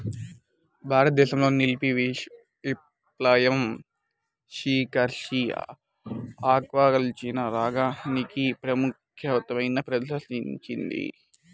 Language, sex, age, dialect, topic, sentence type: Telugu, male, 18-24, Central/Coastal, agriculture, statement